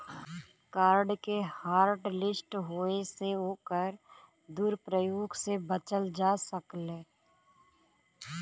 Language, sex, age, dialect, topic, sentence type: Bhojpuri, female, 31-35, Western, banking, statement